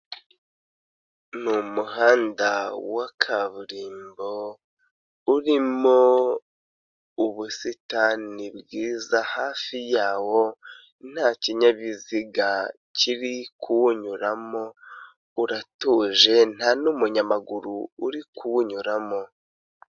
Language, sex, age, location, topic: Kinyarwanda, male, 25-35, Nyagatare, health